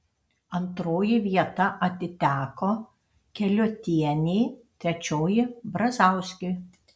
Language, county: Lithuanian, Panevėžys